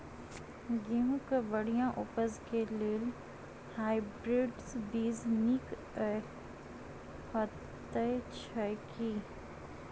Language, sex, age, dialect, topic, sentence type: Maithili, female, 25-30, Southern/Standard, agriculture, question